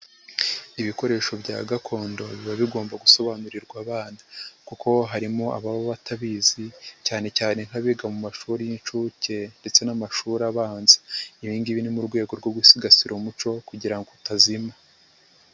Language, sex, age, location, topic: Kinyarwanda, male, 50+, Nyagatare, education